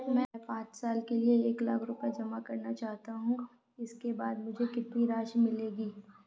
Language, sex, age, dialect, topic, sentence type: Hindi, female, 25-30, Awadhi Bundeli, banking, question